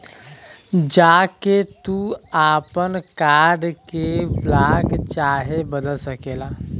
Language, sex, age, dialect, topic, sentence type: Bhojpuri, male, 31-35, Western, banking, statement